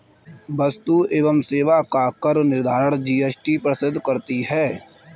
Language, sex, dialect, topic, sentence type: Hindi, male, Kanauji Braj Bhasha, banking, statement